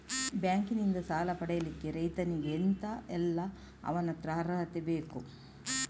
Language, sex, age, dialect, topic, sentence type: Kannada, female, 60-100, Coastal/Dakshin, banking, question